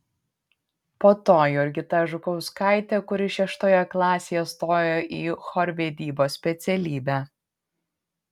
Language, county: Lithuanian, Panevėžys